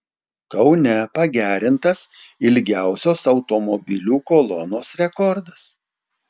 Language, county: Lithuanian, Telšiai